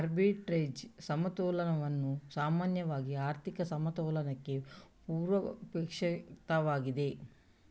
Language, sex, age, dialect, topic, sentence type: Kannada, female, 41-45, Coastal/Dakshin, banking, statement